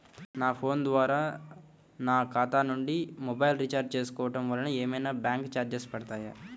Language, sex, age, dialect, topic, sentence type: Telugu, male, 18-24, Central/Coastal, banking, question